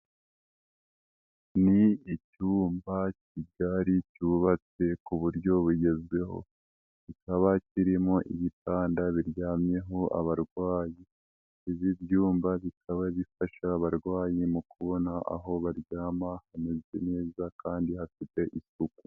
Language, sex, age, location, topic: Kinyarwanda, female, 18-24, Nyagatare, health